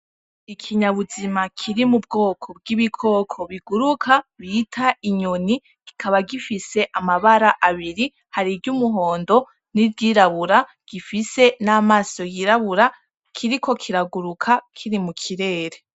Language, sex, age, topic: Rundi, female, 18-24, agriculture